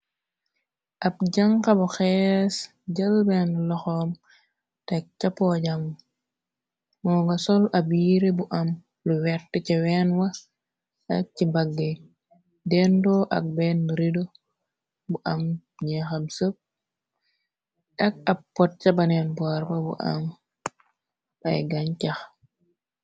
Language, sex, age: Wolof, female, 25-35